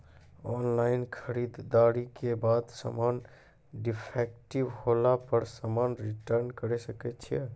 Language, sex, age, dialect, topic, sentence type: Maithili, male, 25-30, Angika, agriculture, question